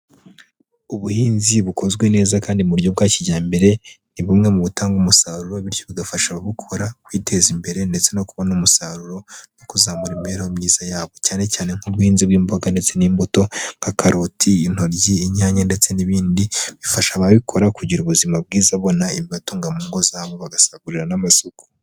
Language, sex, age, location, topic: Kinyarwanda, female, 18-24, Huye, agriculture